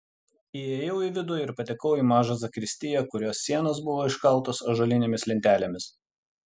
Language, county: Lithuanian, Utena